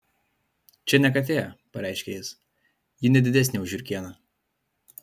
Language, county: Lithuanian, Alytus